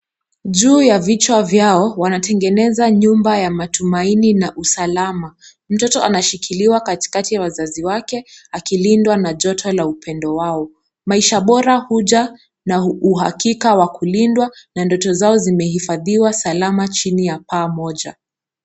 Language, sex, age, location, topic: Swahili, female, 18-24, Kisumu, finance